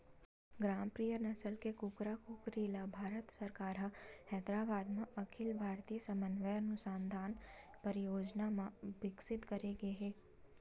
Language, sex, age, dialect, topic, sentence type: Chhattisgarhi, female, 18-24, Western/Budati/Khatahi, agriculture, statement